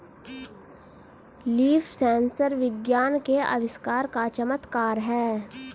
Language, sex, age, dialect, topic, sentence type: Hindi, male, 36-40, Hindustani Malvi Khadi Boli, agriculture, statement